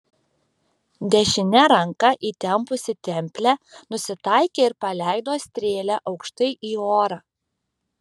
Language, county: Lithuanian, Šiauliai